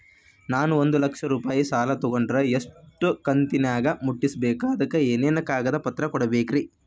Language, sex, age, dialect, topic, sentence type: Kannada, male, 25-30, Dharwad Kannada, banking, question